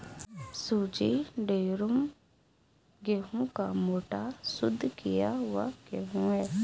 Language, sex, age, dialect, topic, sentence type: Hindi, female, 18-24, Awadhi Bundeli, agriculture, statement